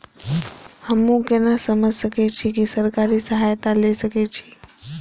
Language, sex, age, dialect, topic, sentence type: Maithili, male, 25-30, Eastern / Thethi, banking, question